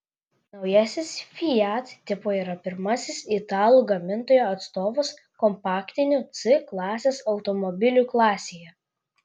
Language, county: Lithuanian, Klaipėda